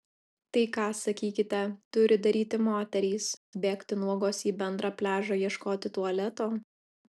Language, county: Lithuanian, Alytus